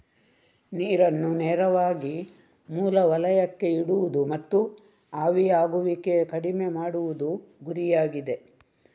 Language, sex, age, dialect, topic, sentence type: Kannada, female, 36-40, Coastal/Dakshin, agriculture, statement